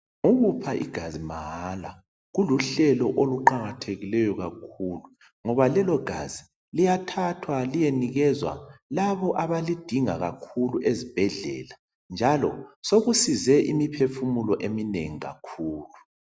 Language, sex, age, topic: North Ndebele, male, 36-49, health